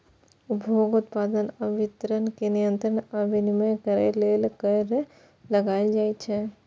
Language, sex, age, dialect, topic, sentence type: Maithili, female, 41-45, Eastern / Thethi, banking, statement